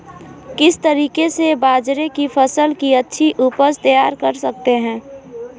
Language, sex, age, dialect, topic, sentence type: Hindi, female, 25-30, Marwari Dhudhari, agriculture, question